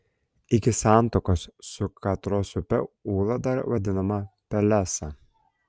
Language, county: Lithuanian, Klaipėda